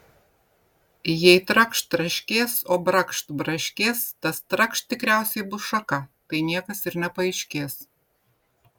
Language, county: Lithuanian, Vilnius